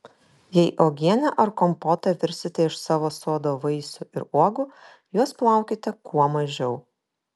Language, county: Lithuanian, Kaunas